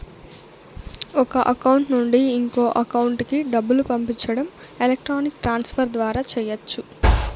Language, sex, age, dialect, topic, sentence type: Telugu, female, 18-24, Southern, banking, statement